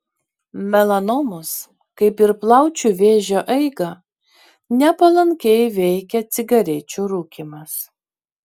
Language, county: Lithuanian, Vilnius